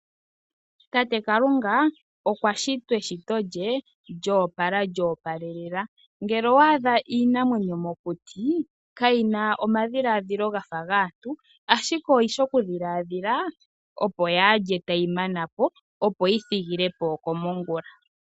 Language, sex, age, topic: Oshiwambo, female, 25-35, finance